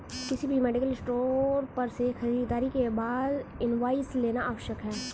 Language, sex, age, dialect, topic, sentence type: Hindi, male, 36-40, Hindustani Malvi Khadi Boli, banking, statement